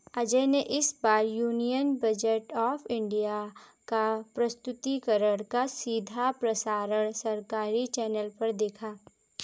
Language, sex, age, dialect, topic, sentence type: Hindi, female, 18-24, Marwari Dhudhari, banking, statement